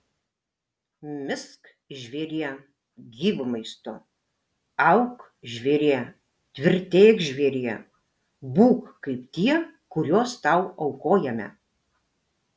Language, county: Lithuanian, Alytus